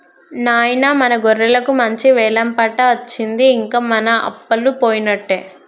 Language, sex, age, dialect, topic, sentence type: Telugu, male, 25-30, Telangana, agriculture, statement